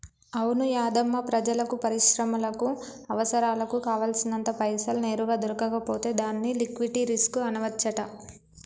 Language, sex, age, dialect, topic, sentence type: Telugu, female, 18-24, Telangana, banking, statement